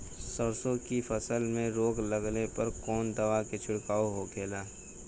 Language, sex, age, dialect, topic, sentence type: Bhojpuri, male, 18-24, Western, agriculture, question